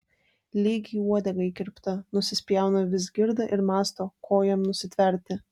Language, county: Lithuanian, Vilnius